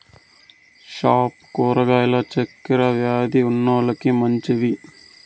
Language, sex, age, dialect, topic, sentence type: Telugu, male, 51-55, Southern, agriculture, statement